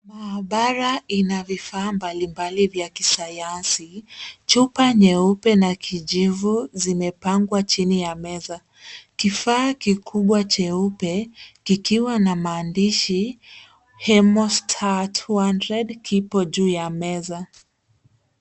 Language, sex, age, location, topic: Swahili, female, 36-49, Nairobi, health